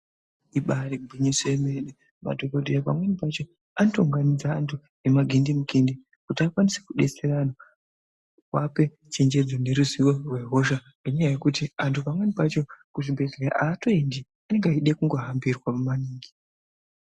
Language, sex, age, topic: Ndau, female, 18-24, health